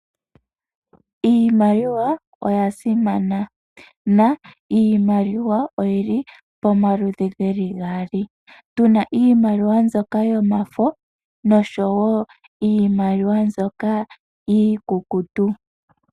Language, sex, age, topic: Oshiwambo, female, 18-24, finance